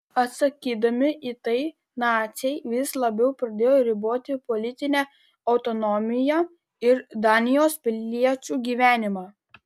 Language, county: Lithuanian, Vilnius